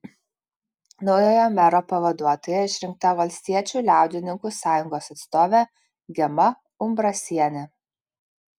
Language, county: Lithuanian, Kaunas